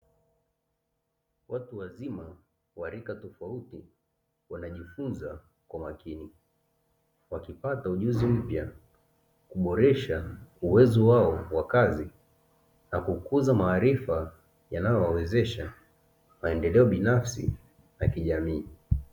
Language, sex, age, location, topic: Swahili, male, 25-35, Dar es Salaam, education